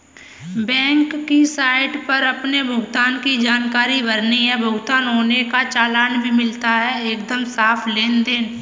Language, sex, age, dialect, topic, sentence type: Hindi, female, 18-24, Kanauji Braj Bhasha, banking, statement